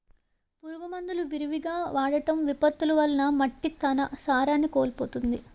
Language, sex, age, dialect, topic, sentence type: Telugu, female, 18-24, Utterandhra, agriculture, statement